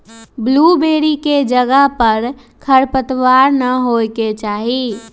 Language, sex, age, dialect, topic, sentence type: Magahi, male, 18-24, Western, agriculture, statement